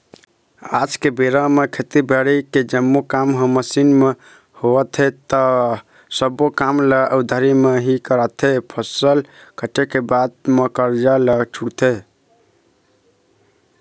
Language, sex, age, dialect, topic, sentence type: Chhattisgarhi, male, 46-50, Eastern, banking, statement